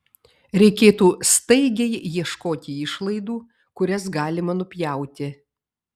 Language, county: Lithuanian, Vilnius